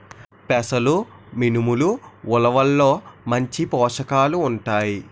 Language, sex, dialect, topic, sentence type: Telugu, male, Utterandhra, agriculture, statement